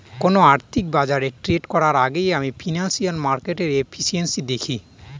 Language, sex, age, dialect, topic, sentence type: Bengali, male, 25-30, Northern/Varendri, banking, statement